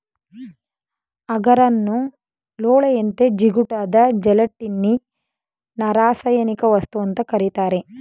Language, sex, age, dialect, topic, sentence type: Kannada, female, 25-30, Mysore Kannada, agriculture, statement